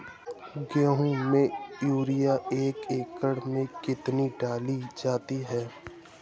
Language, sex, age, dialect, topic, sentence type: Hindi, male, 18-24, Awadhi Bundeli, agriculture, question